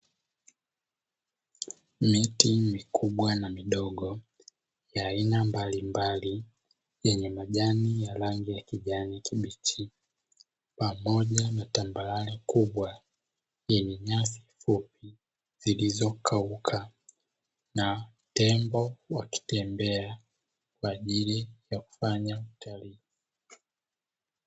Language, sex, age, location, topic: Swahili, male, 25-35, Dar es Salaam, agriculture